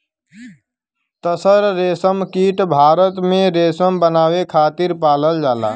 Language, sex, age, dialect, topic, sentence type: Bhojpuri, male, 18-24, Western, agriculture, statement